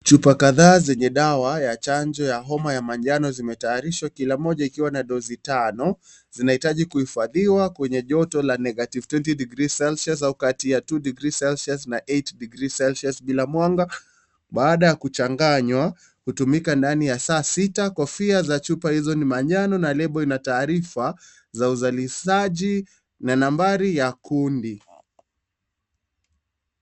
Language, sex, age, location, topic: Swahili, male, 25-35, Kisii, health